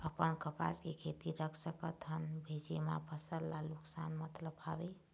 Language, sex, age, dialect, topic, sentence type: Chhattisgarhi, female, 46-50, Eastern, agriculture, question